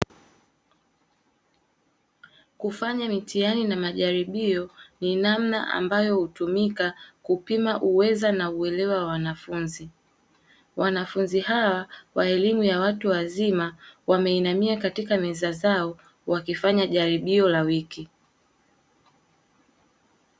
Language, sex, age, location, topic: Swahili, female, 18-24, Dar es Salaam, education